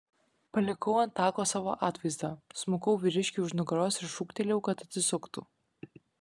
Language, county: Lithuanian, Kaunas